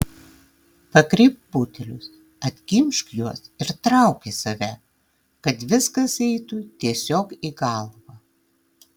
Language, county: Lithuanian, Tauragė